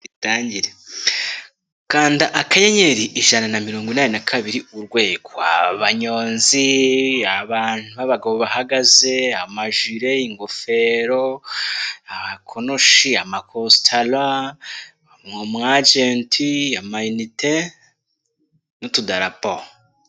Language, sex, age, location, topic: Kinyarwanda, male, 18-24, Nyagatare, finance